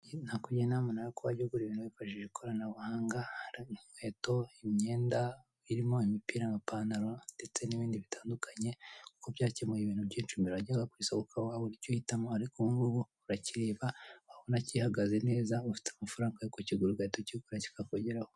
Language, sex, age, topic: Kinyarwanda, female, 25-35, finance